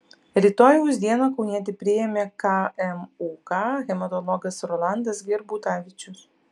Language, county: Lithuanian, Vilnius